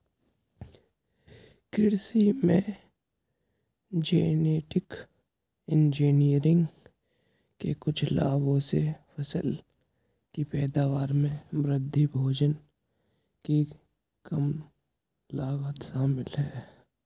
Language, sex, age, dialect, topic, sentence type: Hindi, male, 18-24, Hindustani Malvi Khadi Boli, agriculture, statement